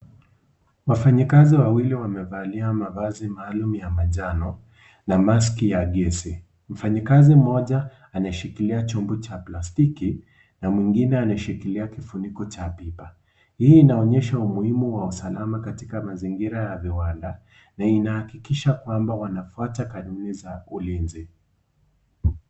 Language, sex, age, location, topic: Swahili, male, 18-24, Kisii, health